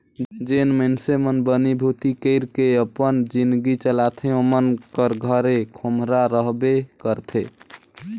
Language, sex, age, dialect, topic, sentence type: Chhattisgarhi, male, 18-24, Northern/Bhandar, agriculture, statement